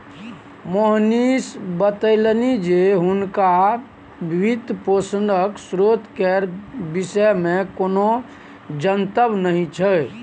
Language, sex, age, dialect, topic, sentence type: Maithili, male, 56-60, Bajjika, banking, statement